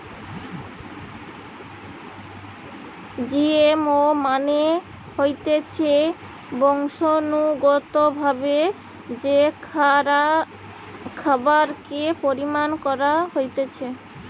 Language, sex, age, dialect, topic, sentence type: Bengali, female, 31-35, Western, agriculture, statement